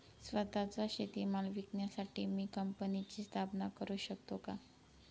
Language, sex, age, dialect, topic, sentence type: Marathi, female, 18-24, Northern Konkan, agriculture, question